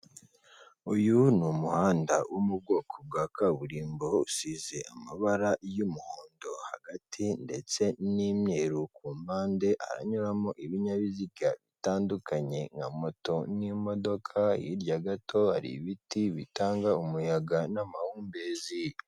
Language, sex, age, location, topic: Kinyarwanda, male, 25-35, Kigali, government